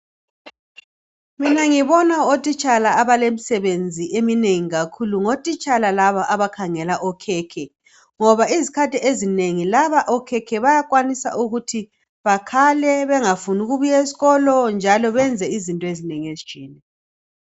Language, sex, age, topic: North Ndebele, female, 36-49, education